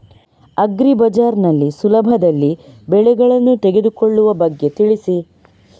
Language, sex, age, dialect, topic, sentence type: Kannada, female, 18-24, Coastal/Dakshin, agriculture, question